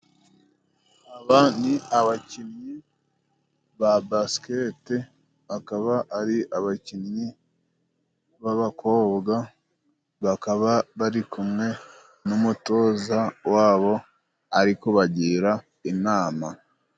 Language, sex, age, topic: Kinyarwanda, male, 25-35, government